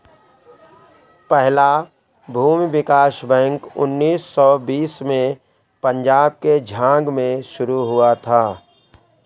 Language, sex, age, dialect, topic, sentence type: Hindi, male, 18-24, Awadhi Bundeli, banking, statement